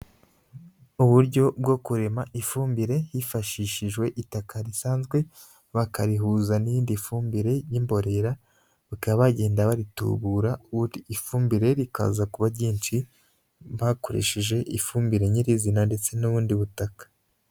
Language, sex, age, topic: Kinyarwanda, male, 25-35, agriculture